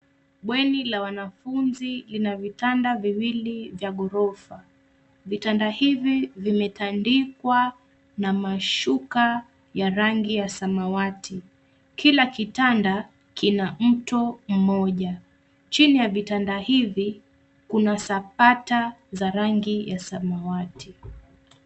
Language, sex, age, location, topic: Swahili, female, 25-35, Nairobi, education